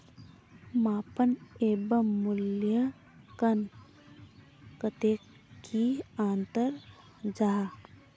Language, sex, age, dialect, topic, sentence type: Magahi, female, 18-24, Northeastern/Surjapuri, agriculture, question